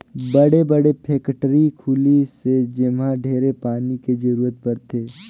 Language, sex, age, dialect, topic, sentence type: Chhattisgarhi, male, 18-24, Northern/Bhandar, agriculture, statement